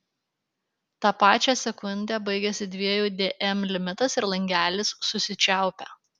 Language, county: Lithuanian, Alytus